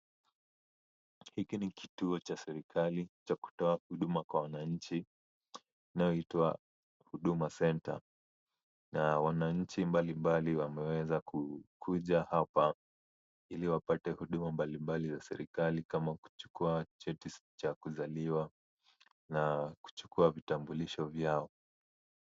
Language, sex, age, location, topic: Swahili, male, 18-24, Kisumu, government